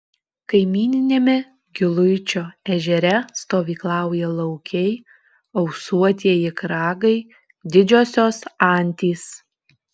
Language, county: Lithuanian, Alytus